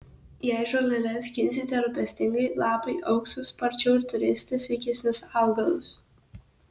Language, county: Lithuanian, Kaunas